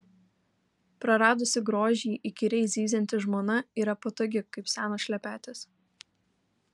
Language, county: Lithuanian, Kaunas